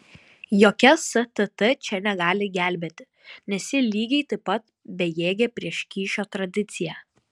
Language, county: Lithuanian, Kaunas